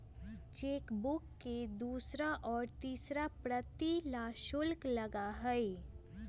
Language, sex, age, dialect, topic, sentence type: Magahi, female, 18-24, Western, banking, statement